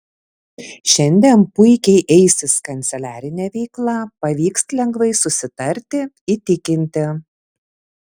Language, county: Lithuanian, Vilnius